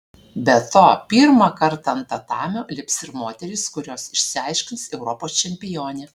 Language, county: Lithuanian, Alytus